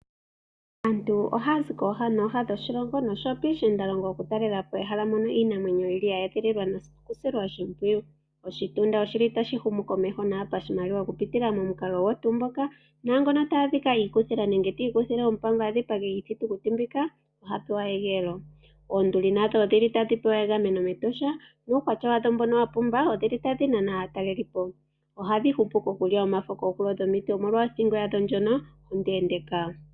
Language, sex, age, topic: Oshiwambo, female, 25-35, agriculture